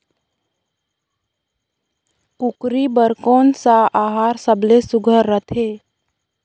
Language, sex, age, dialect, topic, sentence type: Chhattisgarhi, female, 18-24, Northern/Bhandar, agriculture, question